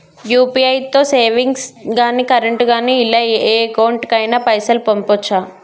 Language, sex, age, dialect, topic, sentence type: Telugu, male, 25-30, Telangana, banking, question